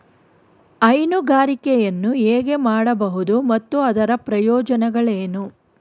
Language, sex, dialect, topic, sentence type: Kannada, female, Mysore Kannada, agriculture, question